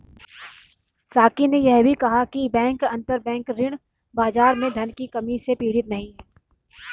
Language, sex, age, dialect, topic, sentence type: Hindi, female, 31-35, Marwari Dhudhari, banking, statement